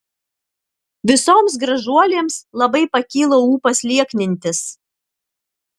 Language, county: Lithuanian, Alytus